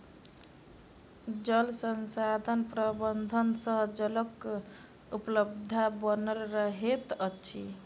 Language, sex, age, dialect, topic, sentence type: Maithili, female, 18-24, Southern/Standard, agriculture, statement